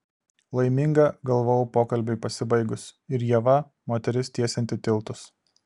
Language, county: Lithuanian, Alytus